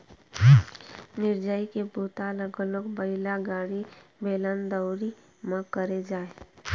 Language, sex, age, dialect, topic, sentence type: Chhattisgarhi, female, 25-30, Eastern, agriculture, statement